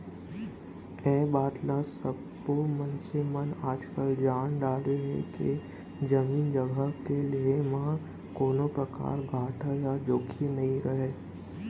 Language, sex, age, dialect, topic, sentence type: Chhattisgarhi, male, 18-24, Central, banking, statement